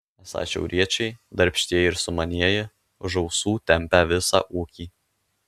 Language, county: Lithuanian, Alytus